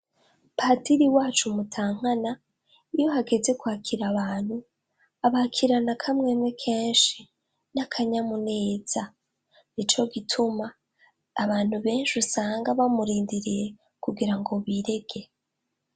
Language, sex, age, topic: Rundi, female, 25-35, education